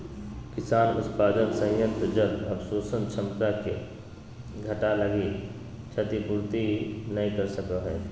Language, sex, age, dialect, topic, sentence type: Magahi, male, 18-24, Southern, agriculture, statement